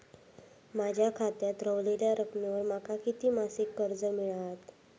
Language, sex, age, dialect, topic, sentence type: Marathi, female, 18-24, Southern Konkan, banking, question